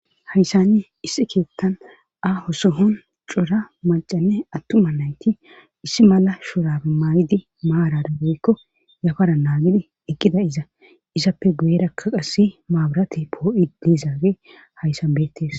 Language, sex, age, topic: Gamo, female, 25-35, government